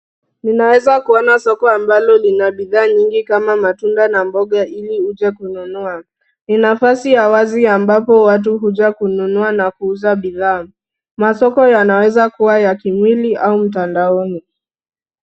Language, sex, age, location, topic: Swahili, female, 36-49, Nairobi, finance